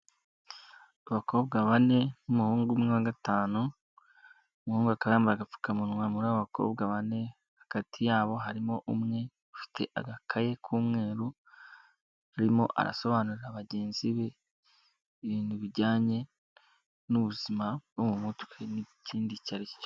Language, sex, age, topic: Kinyarwanda, male, 18-24, health